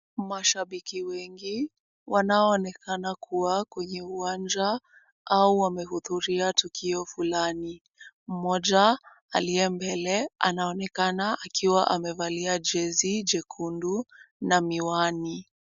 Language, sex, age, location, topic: Swahili, female, 18-24, Kisumu, government